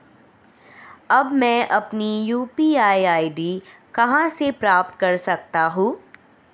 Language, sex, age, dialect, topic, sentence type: Hindi, female, 25-30, Marwari Dhudhari, banking, question